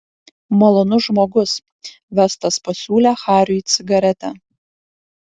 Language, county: Lithuanian, Vilnius